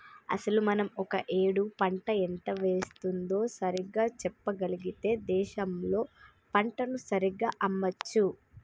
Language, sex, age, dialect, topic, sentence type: Telugu, female, 25-30, Telangana, agriculture, statement